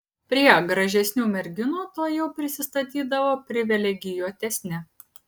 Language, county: Lithuanian, Kaunas